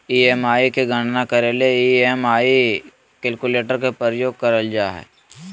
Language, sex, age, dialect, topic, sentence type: Magahi, male, 18-24, Southern, banking, statement